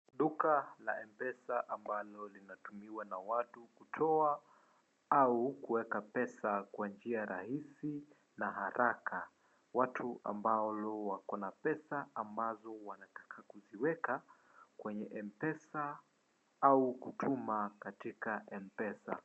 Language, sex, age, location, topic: Swahili, male, 25-35, Wajir, finance